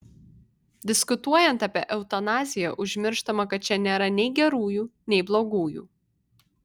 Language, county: Lithuanian, Vilnius